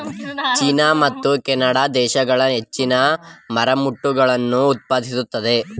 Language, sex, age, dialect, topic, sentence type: Kannada, male, 25-30, Mysore Kannada, agriculture, statement